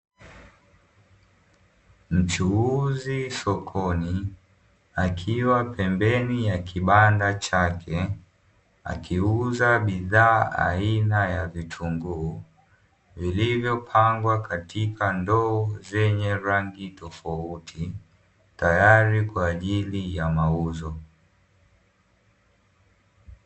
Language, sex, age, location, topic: Swahili, male, 18-24, Dar es Salaam, finance